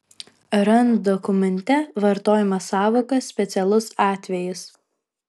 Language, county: Lithuanian, Vilnius